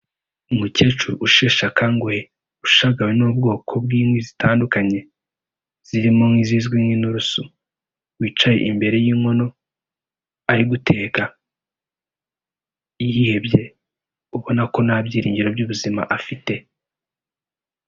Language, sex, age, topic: Kinyarwanda, male, 18-24, health